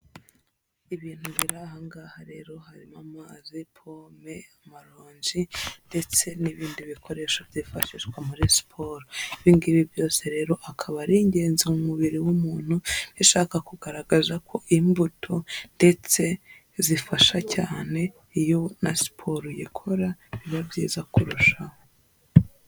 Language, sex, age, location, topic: Kinyarwanda, female, 25-35, Huye, health